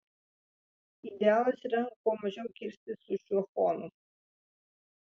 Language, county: Lithuanian, Vilnius